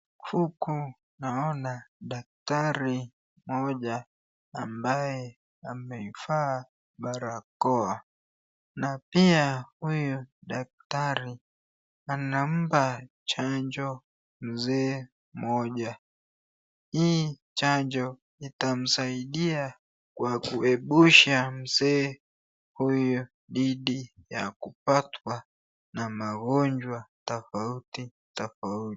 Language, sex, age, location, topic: Swahili, female, 36-49, Nakuru, health